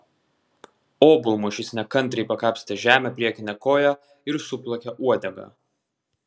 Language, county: Lithuanian, Vilnius